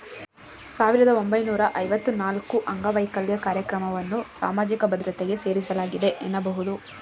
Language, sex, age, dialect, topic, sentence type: Kannada, female, 25-30, Mysore Kannada, banking, statement